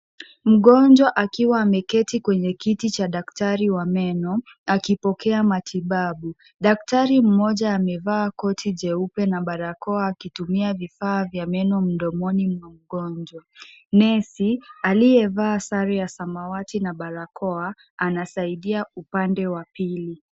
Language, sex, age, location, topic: Swahili, female, 25-35, Kisii, health